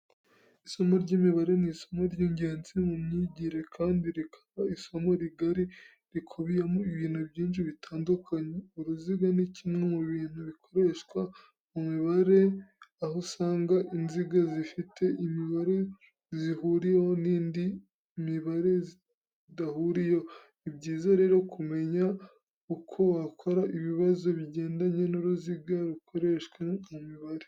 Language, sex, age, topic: Kinyarwanda, male, 18-24, education